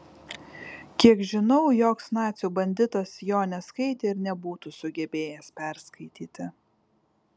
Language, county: Lithuanian, Kaunas